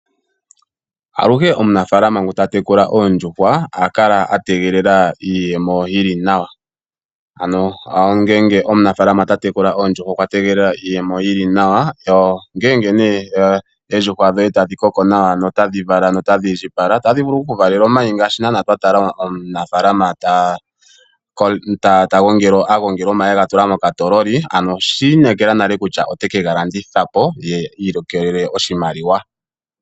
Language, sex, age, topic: Oshiwambo, male, 25-35, agriculture